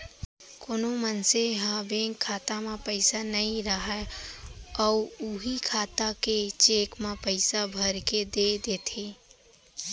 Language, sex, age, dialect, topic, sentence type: Chhattisgarhi, female, 18-24, Central, banking, statement